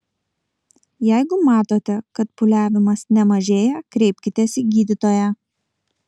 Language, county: Lithuanian, Kaunas